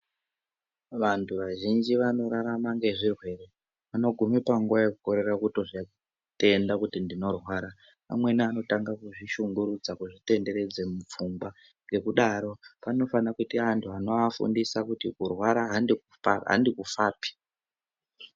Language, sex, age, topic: Ndau, male, 18-24, health